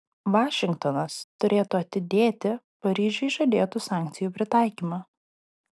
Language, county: Lithuanian, Telšiai